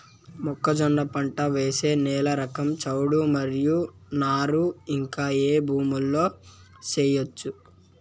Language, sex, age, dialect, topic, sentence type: Telugu, male, 18-24, Southern, agriculture, question